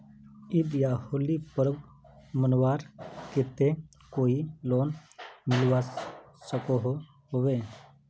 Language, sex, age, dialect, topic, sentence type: Magahi, male, 31-35, Northeastern/Surjapuri, banking, question